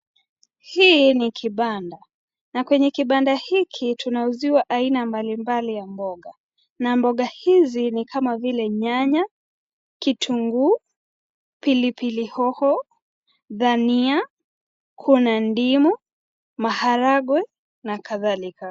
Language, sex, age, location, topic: Swahili, female, 25-35, Nakuru, finance